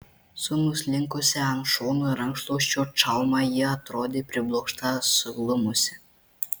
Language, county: Lithuanian, Marijampolė